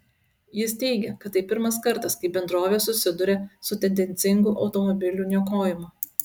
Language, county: Lithuanian, Utena